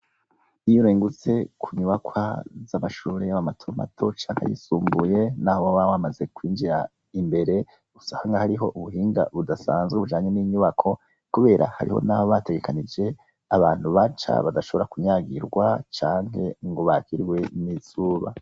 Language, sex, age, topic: Rundi, male, 36-49, education